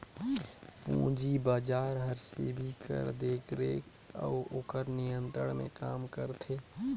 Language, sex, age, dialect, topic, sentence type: Chhattisgarhi, male, 25-30, Northern/Bhandar, banking, statement